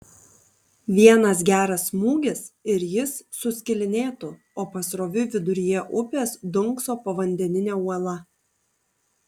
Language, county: Lithuanian, Kaunas